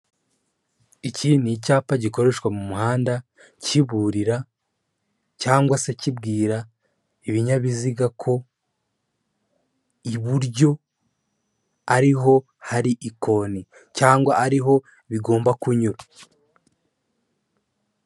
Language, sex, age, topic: Kinyarwanda, male, 25-35, government